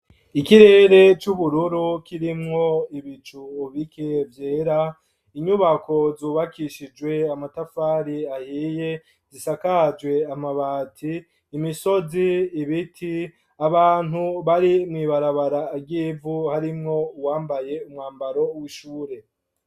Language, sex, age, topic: Rundi, male, 25-35, education